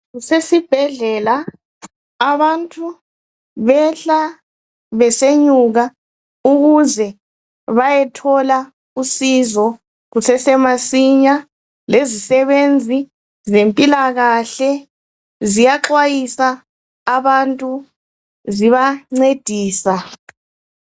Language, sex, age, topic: North Ndebele, female, 36-49, health